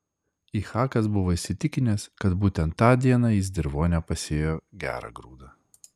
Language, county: Lithuanian, Klaipėda